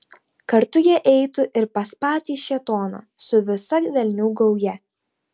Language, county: Lithuanian, Tauragė